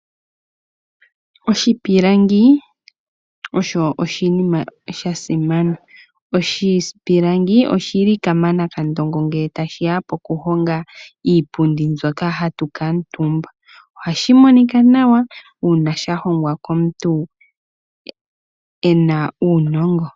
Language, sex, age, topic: Oshiwambo, female, 18-24, finance